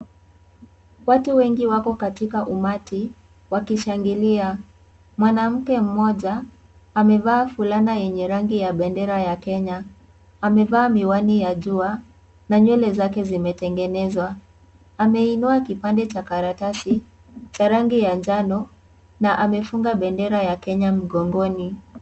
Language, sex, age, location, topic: Swahili, female, 18-24, Kisii, government